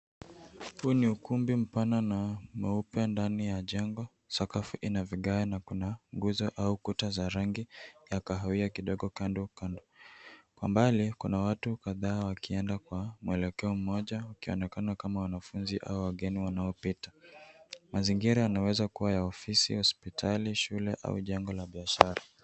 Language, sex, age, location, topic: Swahili, male, 18-24, Nairobi, education